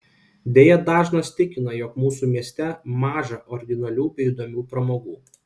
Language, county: Lithuanian, Kaunas